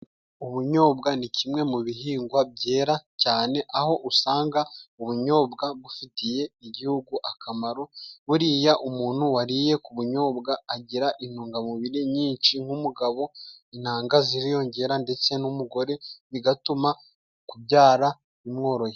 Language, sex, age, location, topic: Kinyarwanda, male, 25-35, Musanze, agriculture